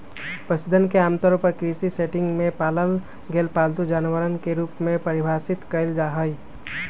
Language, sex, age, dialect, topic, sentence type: Magahi, male, 18-24, Western, agriculture, statement